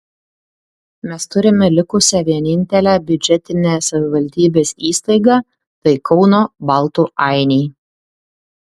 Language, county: Lithuanian, Klaipėda